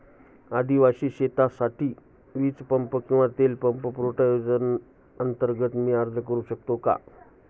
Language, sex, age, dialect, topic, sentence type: Marathi, male, 36-40, Standard Marathi, agriculture, question